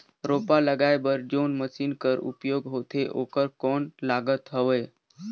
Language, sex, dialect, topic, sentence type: Chhattisgarhi, male, Northern/Bhandar, agriculture, question